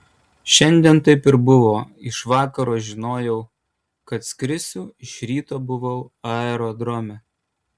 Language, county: Lithuanian, Kaunas